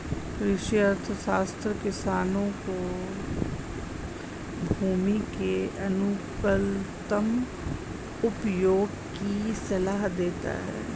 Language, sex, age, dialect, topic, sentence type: Hindi, female, 36-40, Hindustani Malvi Khadi Boli, banking, statement